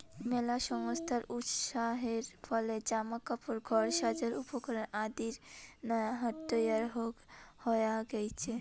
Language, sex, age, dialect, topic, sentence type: Bengali, female, 18-24, Rajbangshi, agriculture, statement